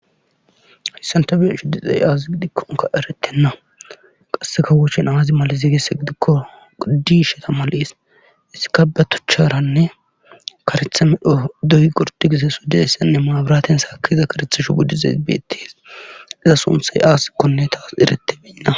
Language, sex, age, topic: Gamo, male, 18-24, government